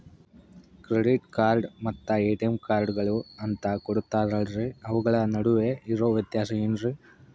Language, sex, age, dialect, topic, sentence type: Kannada, male, 25-30, Central, banking, question